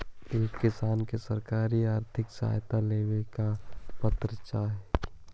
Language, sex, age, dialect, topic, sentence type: Magahi, male, 51-55, Central/Standard, agriculture, question